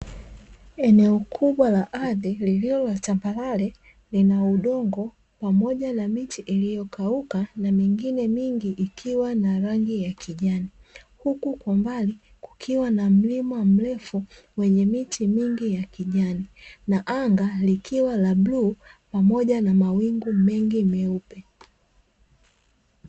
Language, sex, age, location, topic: Swahili, female, 25-35, Dar es Salaam, agriculture